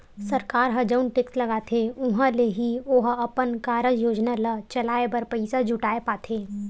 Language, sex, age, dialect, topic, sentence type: Chhattisgarhi, female, 18-24, Western/Budati/Khatahi, banking, statement